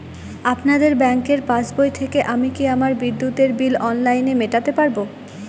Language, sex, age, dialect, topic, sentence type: Bengali, female, 18-24, Northern/Varendri, banking, question